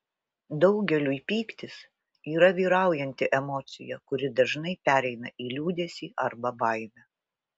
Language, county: Lithuanian, Vilnius